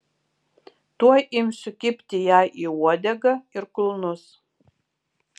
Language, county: Lithuanian, Kaunas